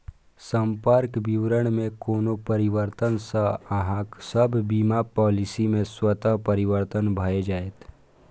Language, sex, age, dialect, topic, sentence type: Maithili, male, 18-24, Eastern / Thethi, banking, statement